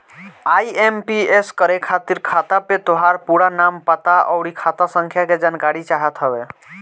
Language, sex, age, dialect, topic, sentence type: Bhojpuri, male, <18, Northern, banking, statement